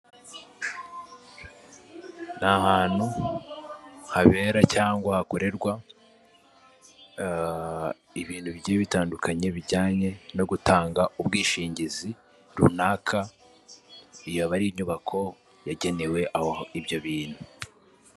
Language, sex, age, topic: Kinyarwanda, male, 18-24, finance